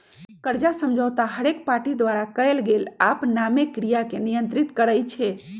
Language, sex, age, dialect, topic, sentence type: Magahi, female, 46-50, Western, banking, statement